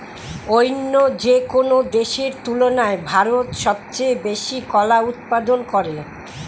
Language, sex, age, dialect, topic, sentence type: Bengali, female, 60-100, Rajbangshi, agriculture, statement